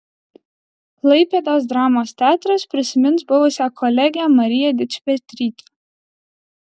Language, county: Lithuanian, Alytus